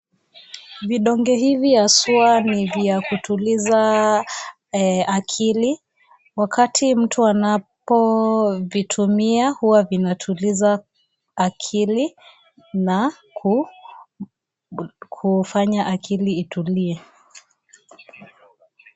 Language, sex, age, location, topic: Swahili, female, 25-35, Kisii, health